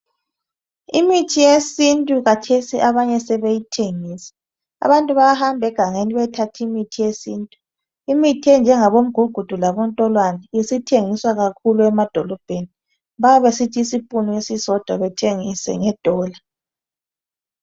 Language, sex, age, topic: North Ndebele, male, 25-35, health